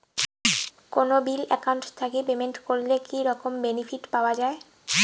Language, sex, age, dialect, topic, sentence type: Bengali, female, 18-24, Rajbangshi, banking, question